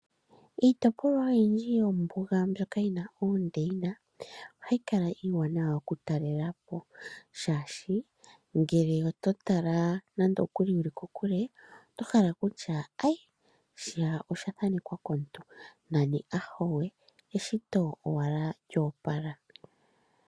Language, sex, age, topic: Oshiwambo, male, 25-35, agriculture